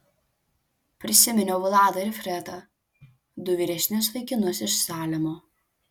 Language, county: Lithuanian, Alytus